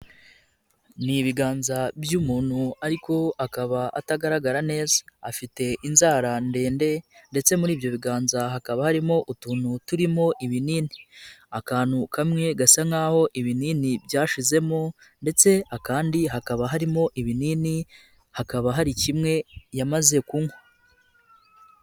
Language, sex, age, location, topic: Kinyarwanda, female, 25-35, Nyagatare, health